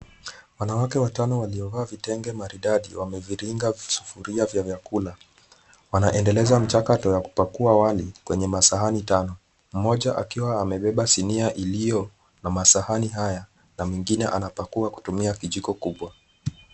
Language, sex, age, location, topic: Swahili, male, 18-24, Kisumu, agriculture